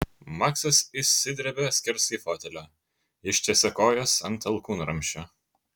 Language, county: Lithuanian, Kaunas